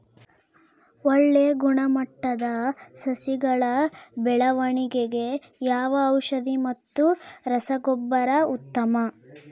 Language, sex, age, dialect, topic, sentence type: Kannada, female, 18-24, Central, agriculture, question